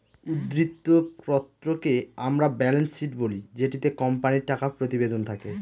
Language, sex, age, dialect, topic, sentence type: Bengali, male, 31-35, Northern/Varendri, banking, statement